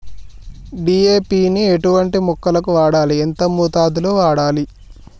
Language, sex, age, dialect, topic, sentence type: Telugu, male, 18-24, Telangana, agriculture, question